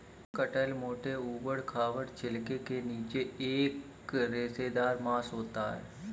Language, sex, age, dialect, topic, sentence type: Hindi, male, 25-30, Kanauji Braj Bhasha, agriculture, statement